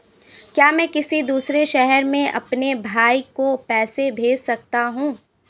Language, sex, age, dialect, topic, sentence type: Hindi, female, 25-30, Awadhi Bundeli, banking, question